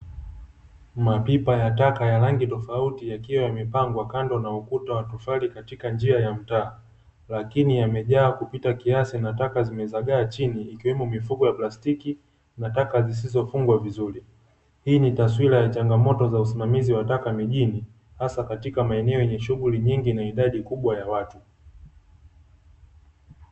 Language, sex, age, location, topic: Swahili, male, 18-24, Dar es Salaam, government